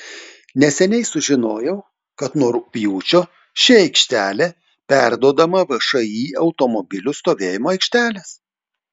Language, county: Lithuanian, Telšiai